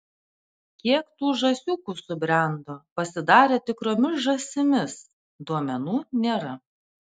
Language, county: Lithuanian, Panevėžys